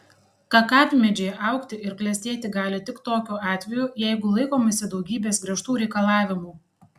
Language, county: Lithuanian, Panevėžys